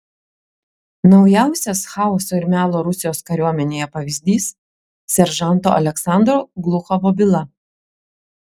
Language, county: Lithuanian, Klaipėda